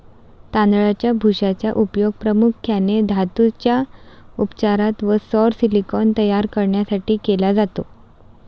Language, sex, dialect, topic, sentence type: Marathi, female, Varhadi, agriculture, statement